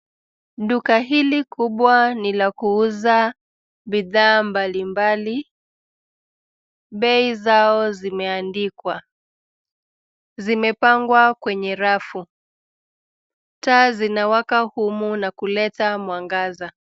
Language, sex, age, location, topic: Swahili, female, 25-35, Nairobi, finance